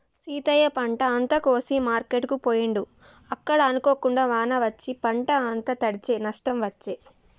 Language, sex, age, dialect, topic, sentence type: Telugu, female, 25-30, Telangana, agriculture, statement